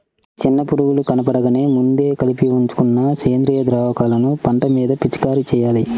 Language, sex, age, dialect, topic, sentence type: Telugu, male, 25-30, Central/Coastal, agriculture, statement